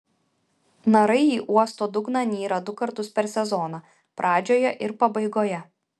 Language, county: Lithuanian, Vilnius